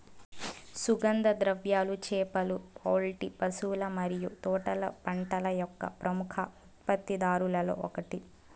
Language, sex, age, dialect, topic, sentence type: Telugu, female, 18-24, Southern, agriculture, statement